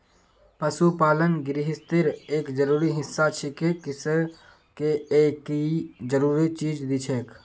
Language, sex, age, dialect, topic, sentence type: Magahi, female, 56-60, Northeastern/Surjapuri, agriculture, statement